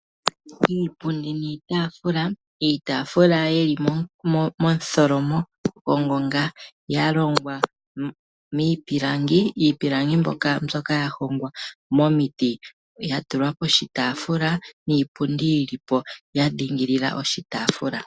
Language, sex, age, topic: Oshiwambo, female, 25-35, finance